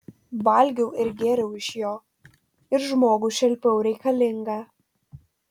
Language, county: Lithuanian, Telšiai